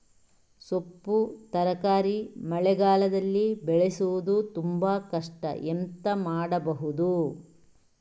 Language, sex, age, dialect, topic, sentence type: Kannada, male, 56-60, Coastal/Dakshin, agriculture, question